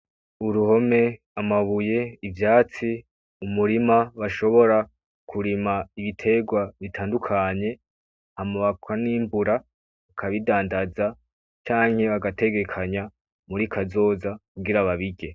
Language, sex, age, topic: Rundi, male, 18-24, agriculture